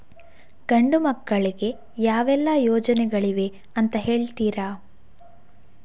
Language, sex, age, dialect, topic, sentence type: Kannada, female, 51-55, Coastal/Dakshin, banking, question